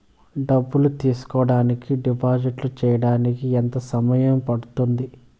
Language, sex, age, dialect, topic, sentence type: Telugu, male, 25-30, Southern, banking, question